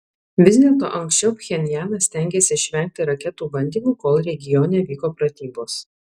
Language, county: Lithuanian, Alytus